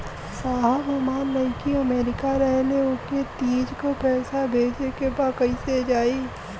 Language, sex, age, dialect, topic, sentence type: Bhojpuri, female, 18-24, Western, banking, question